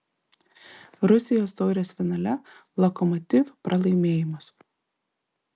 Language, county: Lithuanian, Vilnius